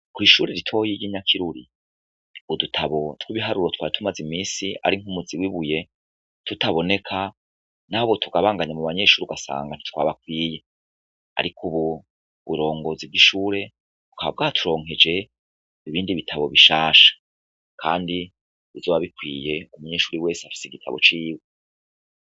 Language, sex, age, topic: Rundi, male, 36-49, education